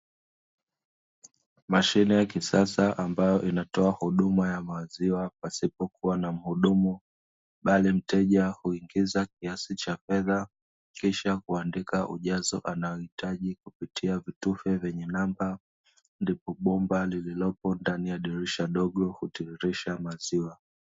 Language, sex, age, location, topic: Swahili, male, 25-35, Dar es Salaam, finance